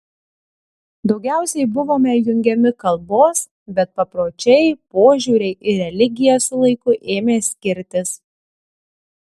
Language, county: Lithuanian, Kaunas